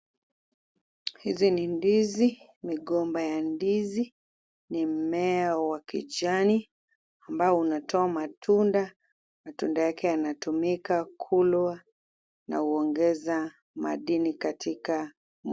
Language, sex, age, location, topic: Swahili, female, 25-35, Kisumu, agriculture